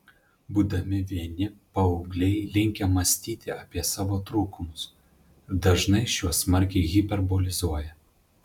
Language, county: Lithuanian, Panevėžys